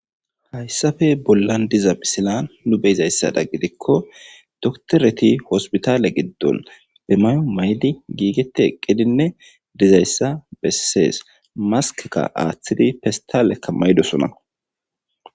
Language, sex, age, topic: Gamo, male, 18-24, government